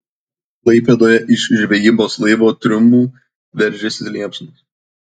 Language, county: Lithuanian, Kaunas